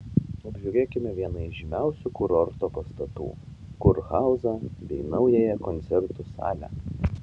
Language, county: Lithuanian, Vilnius